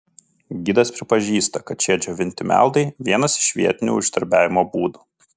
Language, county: Lithuanian, Kaunas